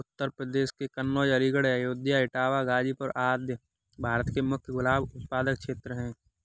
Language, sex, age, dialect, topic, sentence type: Hindi, male, 18-24, Kanauji Braj Bhasha, agriculture, statement